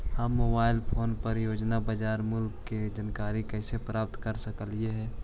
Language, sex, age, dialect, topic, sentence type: Magahi, male, 18-24, Central/Standard, agriculture, question